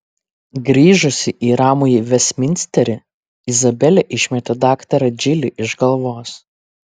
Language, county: Lithuanian, Kaunas